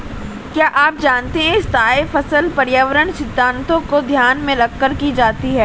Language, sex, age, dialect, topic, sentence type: Hindi, female, 18-24, Marwari Dhudhari, agriculture, statement